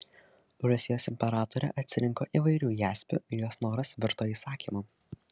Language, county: Lithuanian, Šiauliai